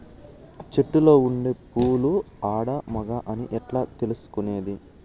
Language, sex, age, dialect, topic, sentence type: Telugu, male, 18-24, Southern, agriculture, question